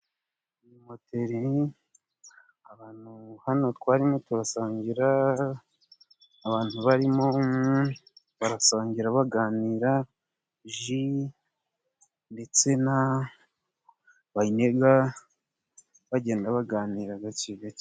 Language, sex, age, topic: Kinyarwanda, male, 25-35, finance